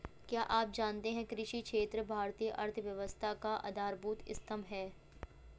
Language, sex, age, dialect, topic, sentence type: Hindi, female, 25-30, Hindustani Malvi Khadi Boli, agriculture, statement